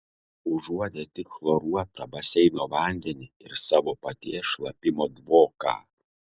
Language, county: Lithuanian, Šiauliai